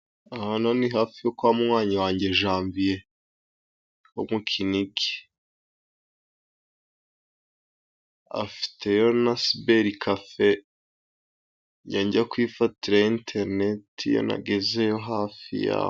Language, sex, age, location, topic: Kinyarwanda, female, 18-24, Musanze, finance